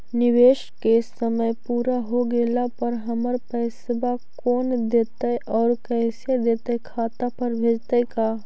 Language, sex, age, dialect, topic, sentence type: Magahi, female, 36-40, Central/Standard, banking, question